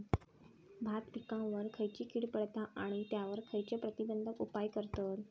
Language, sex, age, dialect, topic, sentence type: Marathi, female, 18-24, Southern Konkan, agriculture, question